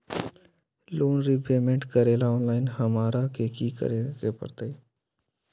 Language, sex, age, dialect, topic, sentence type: Magahi, male, 18-24, Western, banking, question